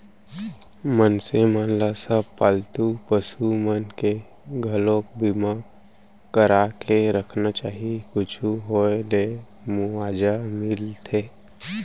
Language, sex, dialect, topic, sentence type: Chhattisgarhi, male, Central, banking, statement